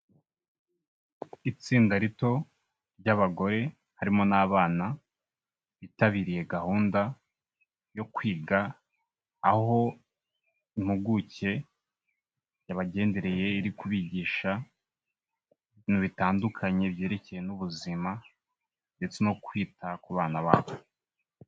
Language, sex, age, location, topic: Kinyarwanda, male, 25-35, Kigali, health